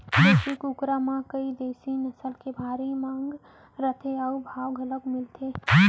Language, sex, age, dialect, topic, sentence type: Chhattisgarhi, female, 18-24, Central, agriculture, statement